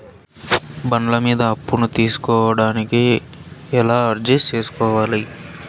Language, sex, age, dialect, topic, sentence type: Telugu, male, 25-30, Southern, banking, question